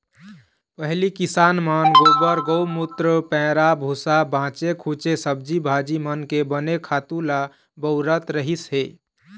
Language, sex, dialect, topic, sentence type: Chhattisgarhi, male, Eastern, agriculture, statement